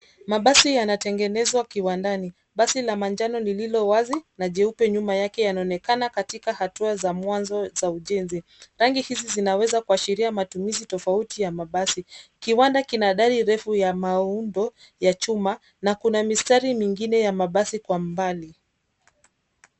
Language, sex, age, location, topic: Swahili, female, 25-35, Nairobi, finance